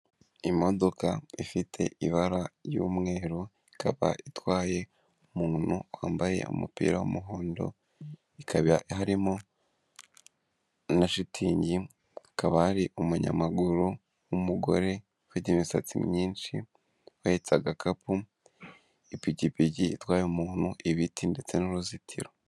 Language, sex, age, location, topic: Kinyarwanda, male, 18-24, Kigali, government